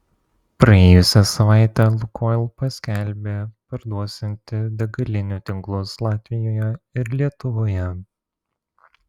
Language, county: Lithuanian, Vilnius